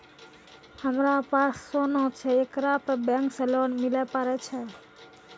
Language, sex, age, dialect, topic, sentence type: Maithili, female, 25-30, Angika, banking, question